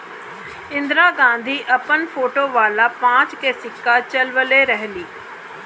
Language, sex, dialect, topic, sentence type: Bhojpuri, female, Northern, banking, statement